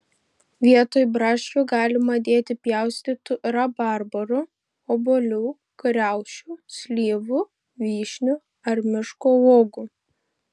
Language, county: Lithuanian, Šiauliai